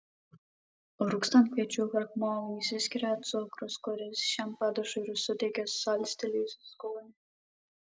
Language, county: Lithuanian, Kaunas